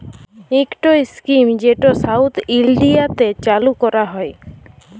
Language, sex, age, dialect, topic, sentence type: Bengali, female, 18-24, Jharkhandi, agriculture, statement